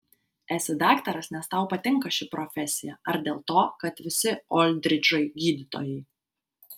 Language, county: Lithuanian, Vilnius